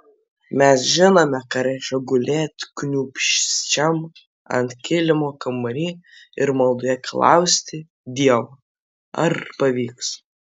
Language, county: Lithuanian, Vilnius